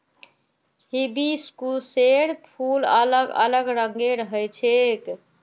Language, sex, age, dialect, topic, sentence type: Magahi, female, 41-45, Northeastern/Surjapuri, agriculture, statement